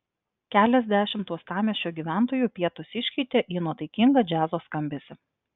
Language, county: Lithuanian, Klaipėda